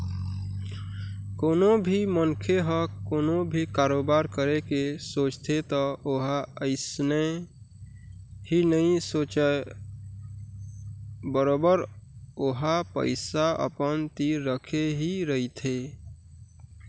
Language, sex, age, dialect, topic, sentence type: Chhattisgarhi, male, 41-45, Eastern, banking, statement